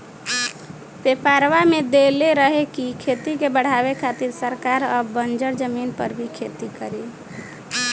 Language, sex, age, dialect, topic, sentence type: Bhojpuri, female, 25-30, Southern / Standard, agriculture, statement